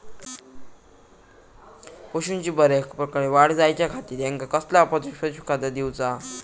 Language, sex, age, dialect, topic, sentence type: Marathi, male, 18-24, Southern Konkan, agriculture, question